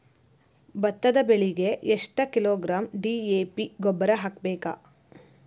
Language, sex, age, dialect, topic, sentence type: Kannada, female, 25-30, Dharwad Kannada, agriculture, question